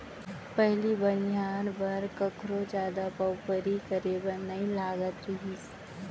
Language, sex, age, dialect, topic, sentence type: Chhattisgarhi, female, 25-30, Central, agriculture, statement